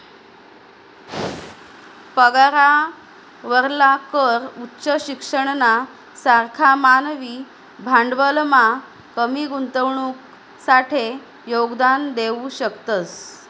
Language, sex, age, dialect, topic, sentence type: Marathi, female, 31-35, Northern Konkan, banking, statement